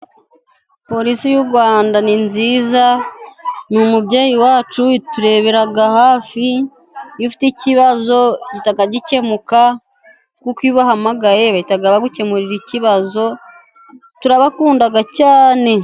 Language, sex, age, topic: Kinyarwanda, female, 25-35, government